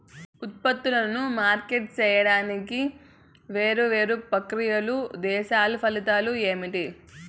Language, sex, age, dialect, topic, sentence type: Telugu, female, 18-24, Southern, agriculture, question